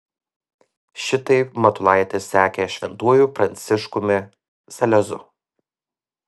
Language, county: Lithuanian, Vilnius